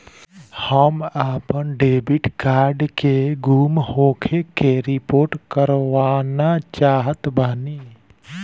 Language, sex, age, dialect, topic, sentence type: Bhojpuri, male, 18-24, Southern / Standard, banking, statement